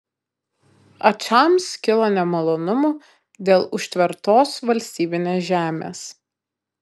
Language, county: Lithuanian, Kaunas